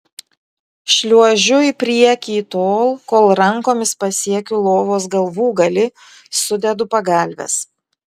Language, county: Lithuanian, Vilnius